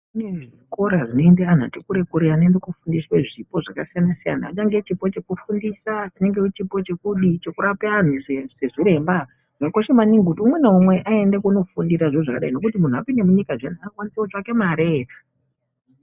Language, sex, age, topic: Ndau, male, 18-24, education